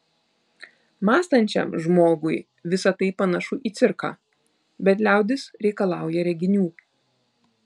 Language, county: Lithuanian, Vilnius